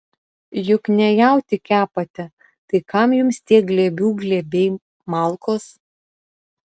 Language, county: Lithuanian, Utena